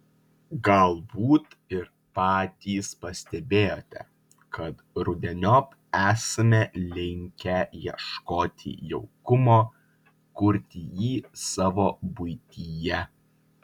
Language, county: Lithuanian, Vilnius